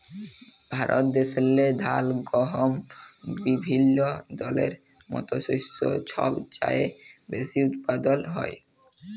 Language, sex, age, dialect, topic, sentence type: Bengali, male, 18-24, Jharkhandi, agriculture, statement